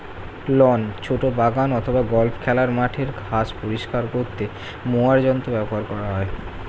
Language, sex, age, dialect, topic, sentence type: Bengali, male, 18-24, Standard Colloquial, agriculture, statement